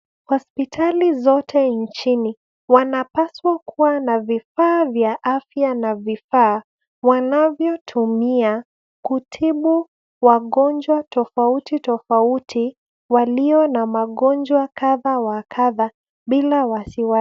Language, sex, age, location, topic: Swahili, female, 25-35, Nairobi, health